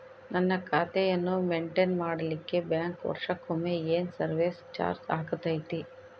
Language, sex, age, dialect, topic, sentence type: Kannada, female, 56-60, Central, banking, question